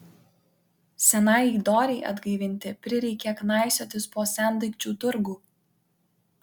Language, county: Lithuanian, Kaunas